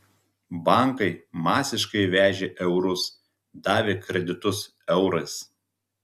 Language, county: Lithuanian, Telšiai